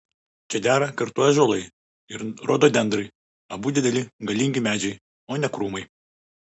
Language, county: Lithuanian, Utena